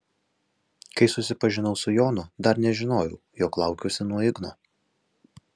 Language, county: Lithuanian, Alytus